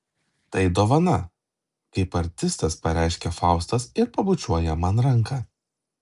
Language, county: Lithuanian, Klaipėda